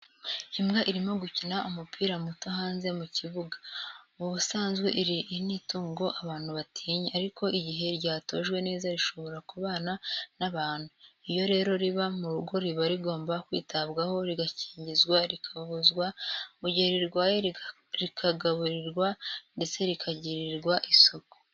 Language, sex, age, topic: Kinyarwanda, female, 18-24, education